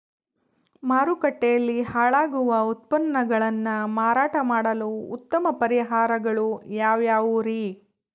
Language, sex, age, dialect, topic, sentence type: Kannada, female, 36-40, Central, agriculture, statement